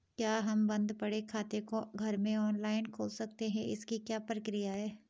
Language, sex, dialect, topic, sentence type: Hindi, female, Garhwali, banking, question